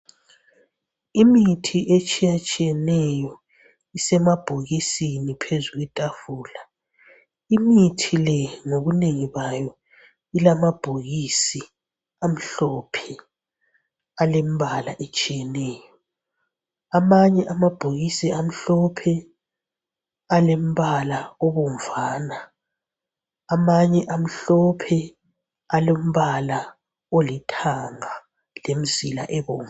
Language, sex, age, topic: North Ndebele, female, 25-35, health